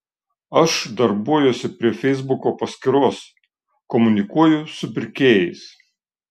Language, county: Lithuanian, Šiauliai